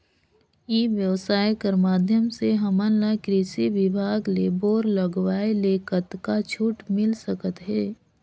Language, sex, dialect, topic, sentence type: Chhattisgarhi, female, Northern/Bhandar, agriculture, question